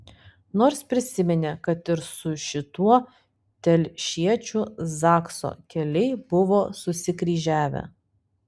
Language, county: Lithuanian, Panevėžys